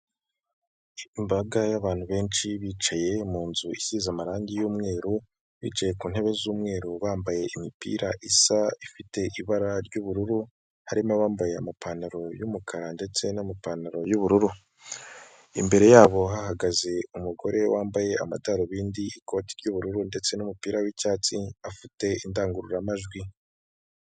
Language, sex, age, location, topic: Kinyarwanda, male, 25-35, Kigali, government